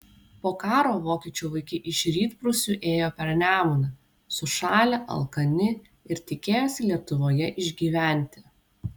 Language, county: Lithuanian, Vilnius